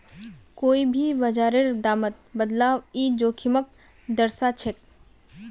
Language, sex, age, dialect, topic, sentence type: Magahi, female, 25-30, Northeastern/Surjapuri, banking, statement